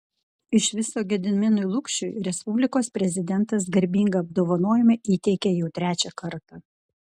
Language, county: Lithuanian, Klaipėda